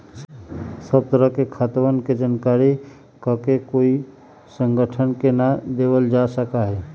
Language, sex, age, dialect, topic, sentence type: Magahi, male, 18-24, Western, banking, statement